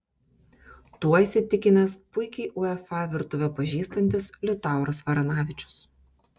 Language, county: Lithuanian, Vilnius